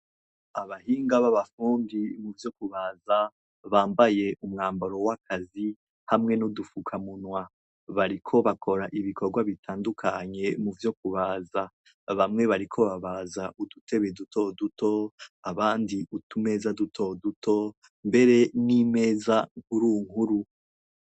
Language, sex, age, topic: Rundi, male, 25-35, education